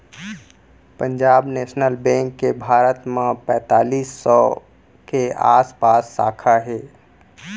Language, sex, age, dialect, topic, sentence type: Chhattisgarhi, female, 18-24, Central, banking, statement